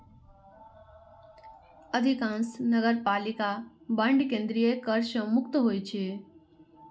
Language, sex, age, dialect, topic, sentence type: Maithili, female, 46-50, Eastern / Thethi, banking, statement